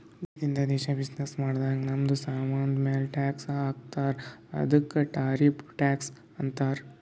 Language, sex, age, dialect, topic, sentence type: Kannada, male, 18-24, Northeastern, banking, statement